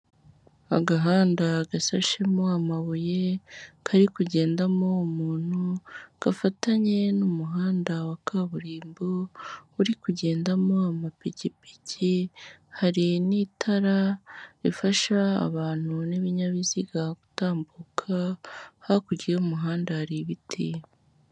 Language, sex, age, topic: Kinyarwanda, male, 18-24, government